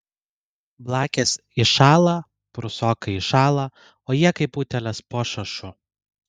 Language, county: Lithuanian, Vilnius